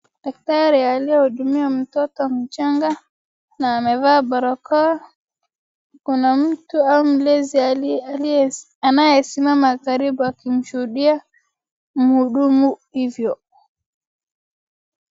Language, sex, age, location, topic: Swahili, female, 36-49, Wajir, health